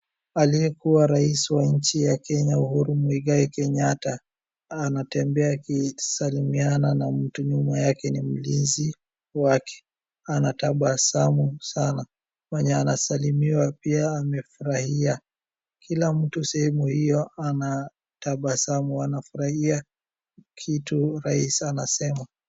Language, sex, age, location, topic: Swahili, male, 18-24, Wajir, government